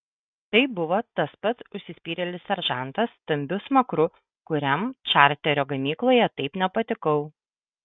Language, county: Lithuanian, Kaunas